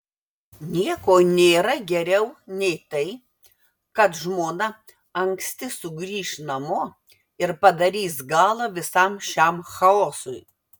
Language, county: Lithuanian, Vilnius